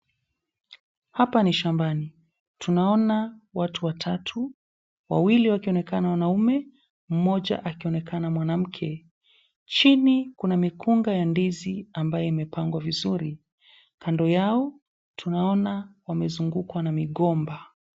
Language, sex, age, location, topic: Swahili, male, 25-35, Mombasa, agriculture